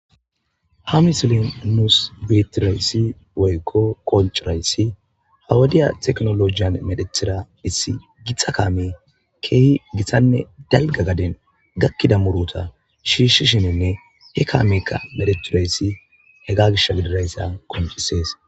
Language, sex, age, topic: Gamo, male, 25-35, agriculture